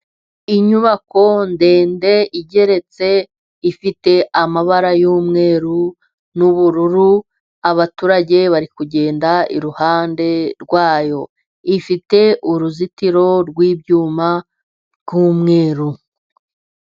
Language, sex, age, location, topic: Kinyarwanda, female, 25-35, Musanze, government